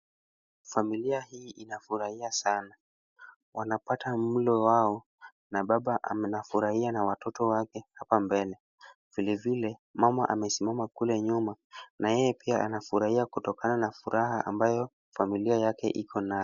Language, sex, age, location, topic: Swahili, male, 18-24, Kisumu, finance